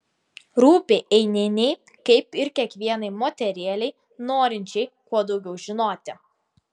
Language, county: Lithuanian, Vilnius